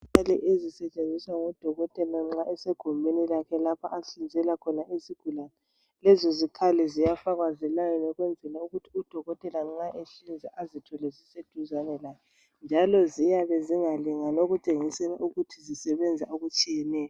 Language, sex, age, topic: North Ndebele, female, 18-24, health